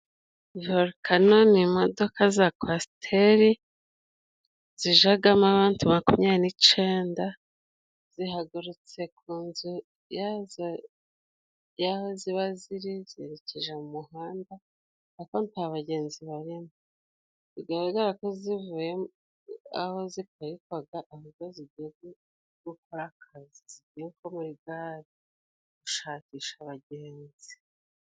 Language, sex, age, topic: Kinyarwanda, female, 36-49, government